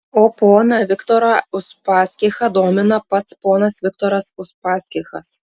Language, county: Lithuanian, Klaipėda